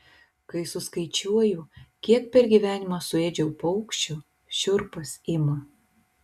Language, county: Lithuanian, Telšiai